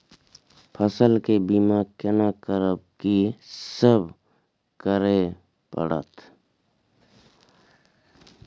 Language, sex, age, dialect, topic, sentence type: Maithili, male, 36-40, Bajjika, agriculture, question